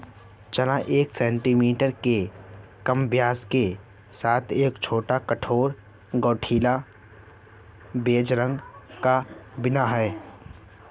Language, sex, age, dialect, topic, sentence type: Hindi, male, 25-30, Awadhi Bundeli, agriculture, statement